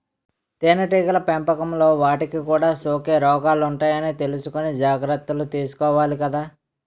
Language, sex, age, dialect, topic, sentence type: Telugu, male, 18-24, Utterandhra, agriculture, statement